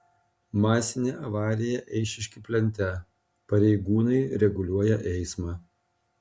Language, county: Lithuanian, Panevėžys